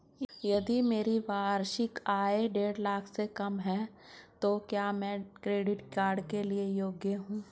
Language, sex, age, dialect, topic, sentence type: Hindi, male, 46-50, Hindustani Malvi Khadi Boli, banking, question